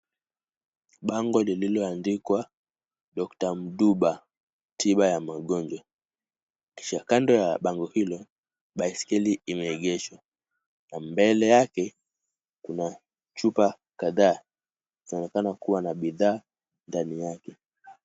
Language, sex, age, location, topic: Swahili, male, 18-24, Kisumu, health